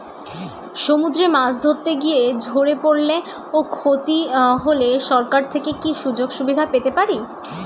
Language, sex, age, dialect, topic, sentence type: Bengali, female, 36-40, Standard Colloquial, agriculture, question